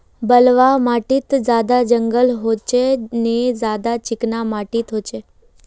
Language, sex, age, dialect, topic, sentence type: Magahi, female, 36-40, Northeastern/Surjapuri, agriculture, question